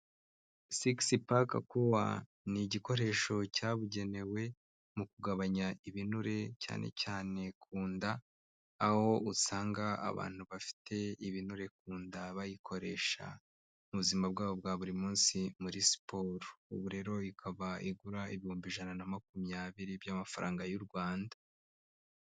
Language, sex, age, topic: Kinyarwanda, male, 25-35, health